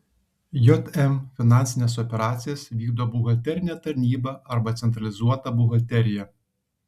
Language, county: Lithuanian, Kaunas